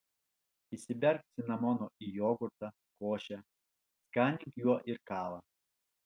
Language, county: Lithuanian, Alytus